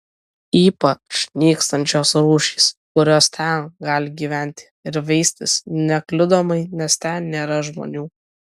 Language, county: Lithuanian, Kaunas